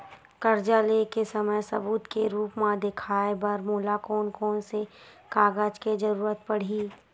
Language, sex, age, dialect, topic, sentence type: Chhattisgarhi, female, 51-55, Western/Budati/Khatahi, banking, statement